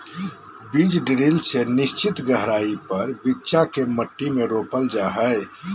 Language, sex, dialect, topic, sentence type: Magahi, male, Southern, agriculture, statement